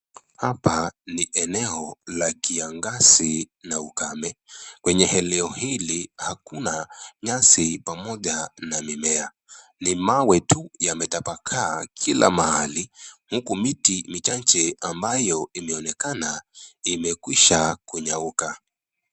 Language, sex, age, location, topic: Swahili, male, 25-35, Nakuru, health